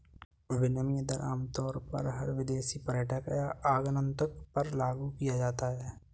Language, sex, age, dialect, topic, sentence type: Hindi, male, 18-24, Kanauji Braj Bhasha, banking, statement